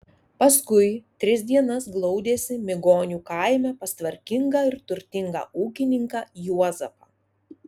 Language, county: Lithuanian, Alytus